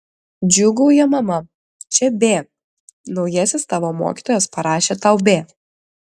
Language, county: Lithuanian, Klaipėda